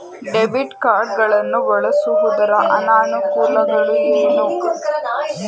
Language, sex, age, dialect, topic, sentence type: Kannada, female, 18-24, Mysore Kannada, banking, question